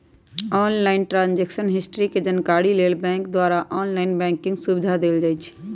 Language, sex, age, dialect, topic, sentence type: Magahi, female, 31-35, Western, banking, statement